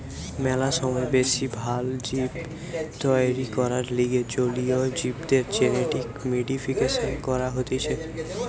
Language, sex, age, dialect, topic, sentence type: Bengali, male, 18-24, Western, agriculture, statement